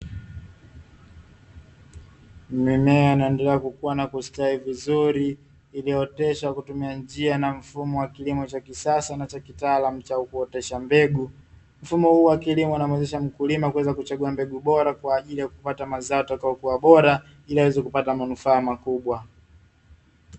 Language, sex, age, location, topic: Swahili, male, 25-35, Dar es Salaam, agriculture